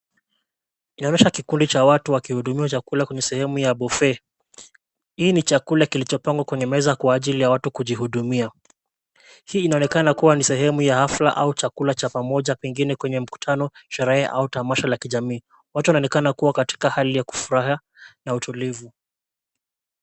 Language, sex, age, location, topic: Swahili, male, 25-35, Nairobi, education